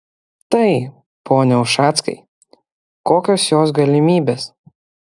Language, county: Lithuanian, Kaunas